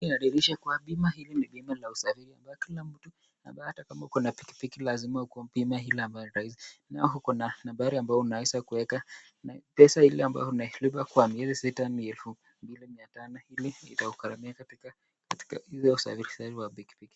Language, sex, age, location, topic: Swahili, male, 25-35, Nakuru, finance